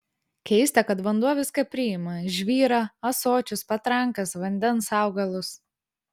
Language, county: Lithuanian, Vilnius